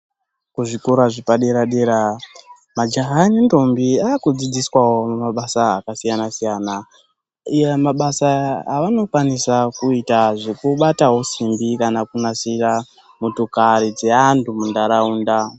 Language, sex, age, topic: Ndau, male, 36-49, education